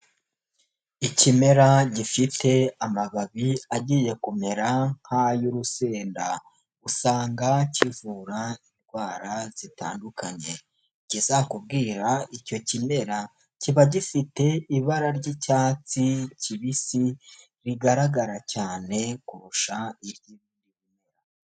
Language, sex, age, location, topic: Kinyarwanda, male, 18-24, Huye, health